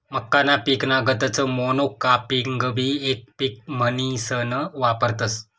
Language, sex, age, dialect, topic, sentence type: Marathi, male, 25-30, Northern Konkan, agriculture, statement